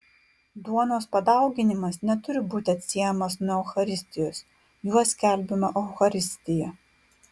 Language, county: Lithuanian, Klaipėda